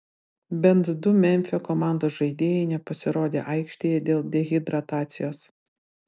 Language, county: Lithuanian, Utena